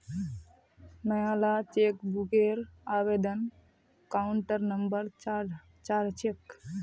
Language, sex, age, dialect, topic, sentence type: Magahi, female, 60-100, Northeastern/Surjapuri, banking, statement